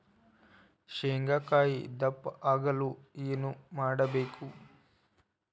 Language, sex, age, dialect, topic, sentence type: Kannada, male, 18-24, Dharwad Kannada, agriculture, question